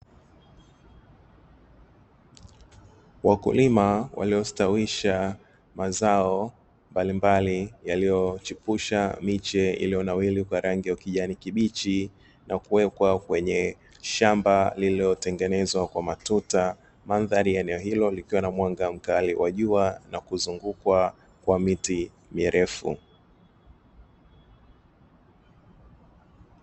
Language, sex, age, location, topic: Swahili, male, 25-35, Dar es Salaam, agriculture